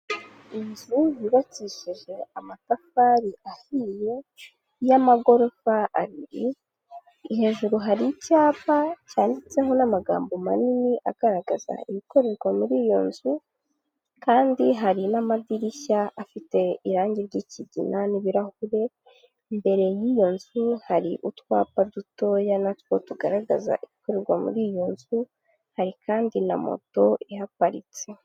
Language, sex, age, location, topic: Kinyarwanda, female, 18-24, Kigali, health